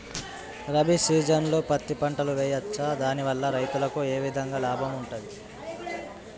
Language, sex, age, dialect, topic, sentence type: Telugu, male, 18-24, Telangana, agriculture, question